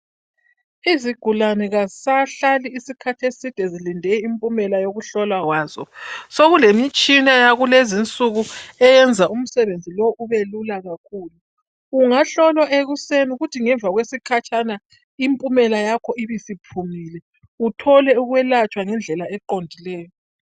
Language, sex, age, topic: North Ndebele, female, 50+, health